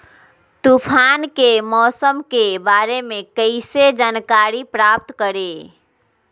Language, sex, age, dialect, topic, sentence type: Magahi, female, 51-55, Southern, agriculture, question